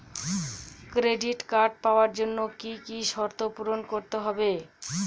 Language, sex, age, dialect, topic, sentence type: Bengali, female, 41-45, Northern/Varendri, banking, question